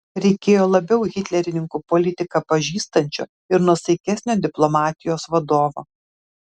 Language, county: Lithuanian, Kaunas